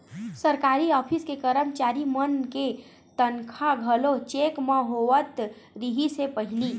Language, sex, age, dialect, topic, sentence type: Chhattisgarhi, male, 25-30, Western/Budati/Khatahi, banking, statement